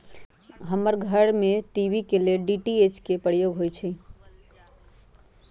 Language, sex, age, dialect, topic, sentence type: Magahi, female, 51-55, Western, banking, statement